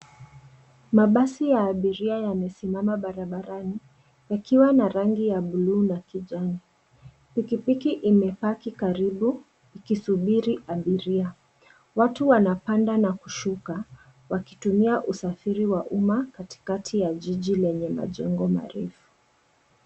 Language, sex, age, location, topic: Swahili, female, 25-35, Nairobi, government